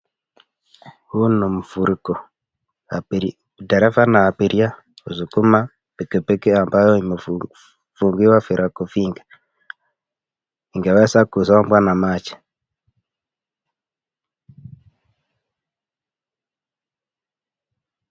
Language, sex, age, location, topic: Swahili, male, 25-35, Nakuru, health